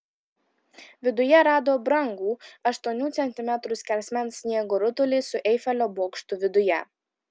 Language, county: Lithuanian, Kaunas